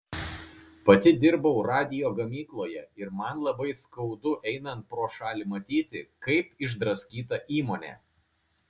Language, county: Lithuanian, Kaunas